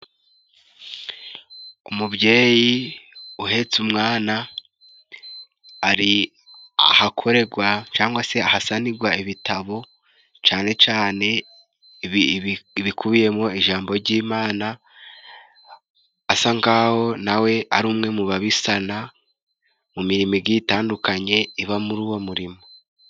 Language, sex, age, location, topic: Kinyarwanda, male, 18-24, Musanze, finance